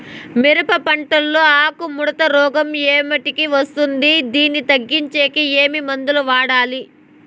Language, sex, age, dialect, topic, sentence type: Telugu, female, 18-24, Southern, agriculture, question